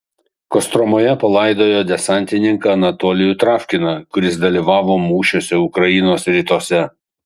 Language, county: Lithuanian, Kaunas